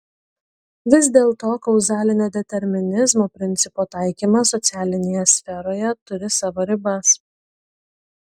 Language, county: Lithuanian, Kaunas